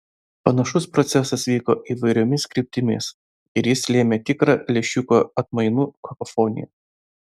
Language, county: Lithuanian, Vilnius